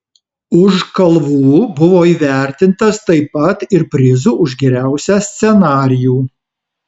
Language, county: Lithuanian, Alytus